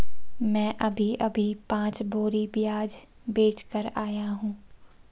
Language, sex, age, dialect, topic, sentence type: Hindi, female, 56-60, Marwari Dhudhari, agriculture, statement